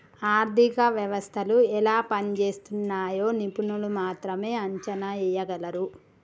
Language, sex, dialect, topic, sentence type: Telugu, female, Telangana, banking, statement